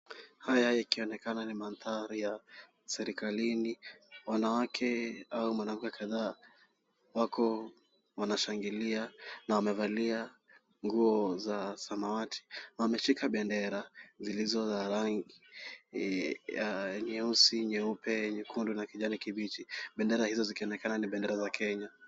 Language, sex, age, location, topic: Swahili, male, 18-24, Kisumu, government